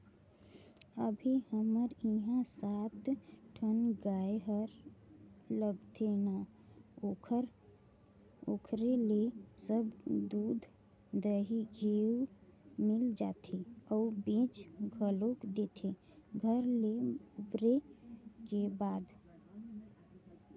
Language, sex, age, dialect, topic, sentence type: Chhattisgarhi, female, 56-60, Northern/Bhandar, agriculture, statement